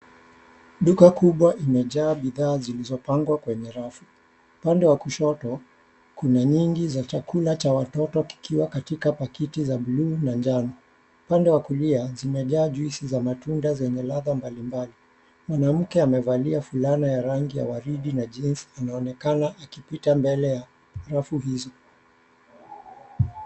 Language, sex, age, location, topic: Swahili, male, 36-49, Mombasa, government